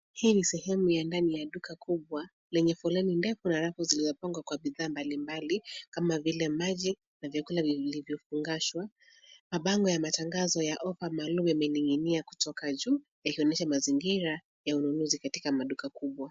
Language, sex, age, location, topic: Swahili, female, 25-35, Nairobi, finance